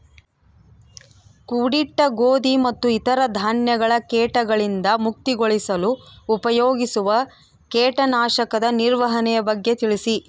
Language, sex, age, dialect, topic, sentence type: Kannada, female, 41-45, Central, agriculture, question